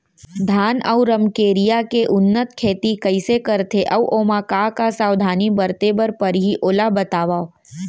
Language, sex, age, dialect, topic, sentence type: Chhattisgarhi, female, 60-100, Central, agriculture, question